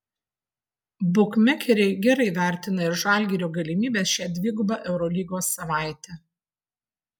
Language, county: Lithuanian, Vilnius